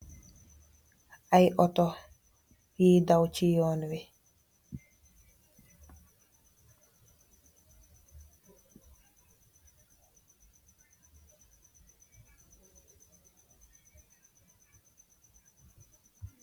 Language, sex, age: Wolof, female, 18-24